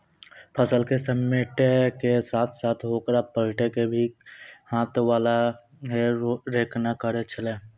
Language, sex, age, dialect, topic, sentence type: Maithili, male, 18-24, Angika, agriculture, statement